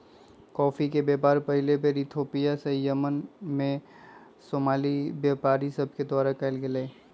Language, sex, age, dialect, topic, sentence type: Magahi, male, 25-30, Western, agriculture, statement